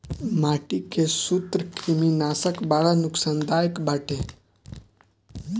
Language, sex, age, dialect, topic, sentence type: Bhojpuri, male, <18, Northern, agriculture, statement